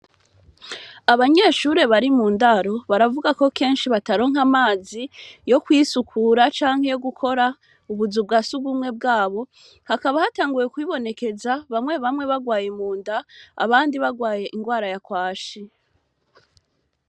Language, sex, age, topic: Rundi, female, 25-35, education